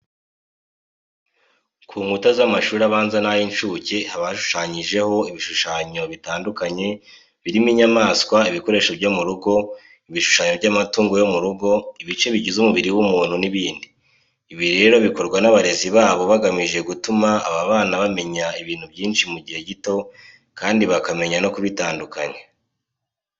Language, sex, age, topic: Kinyarwanda, male, 18-24, education